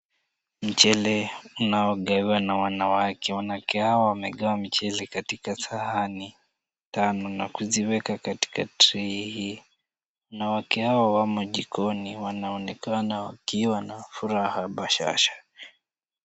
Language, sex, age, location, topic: Swahili, male, 18-24, Kisumu, agriculture